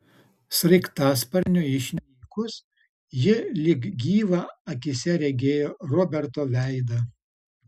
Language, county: Lithuanian, Utena